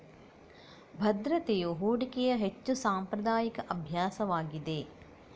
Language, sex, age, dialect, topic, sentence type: Kannada, female, 60-100, Coastal/Dakshin, banking, statement